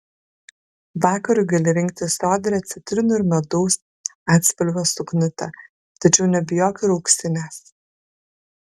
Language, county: Lithuanian, Kaunas